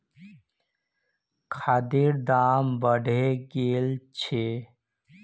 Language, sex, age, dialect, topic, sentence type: Magahi, male, 31-35, Northeastern/Surjapuri, agriculture, statement